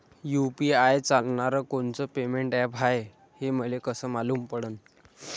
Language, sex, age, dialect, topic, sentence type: Marathi, female, 18-24, Varhadi, banking, question